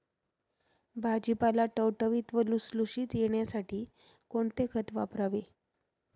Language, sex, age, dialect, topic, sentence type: Marathi, female, 36-40, Northern Konkan, agriculture, question